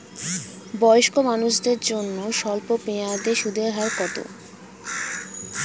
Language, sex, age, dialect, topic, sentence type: Bengali, female, 18-24, Standard Colloquial, banking, question